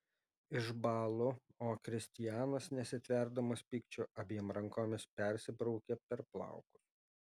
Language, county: Lithuanian, Alytus